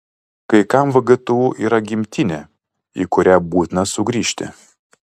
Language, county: Lithuanian, Kaunas